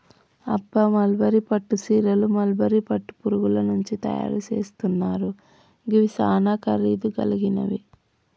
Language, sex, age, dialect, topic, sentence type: Telugu, female, 31-35, Telangana, agriculture, statement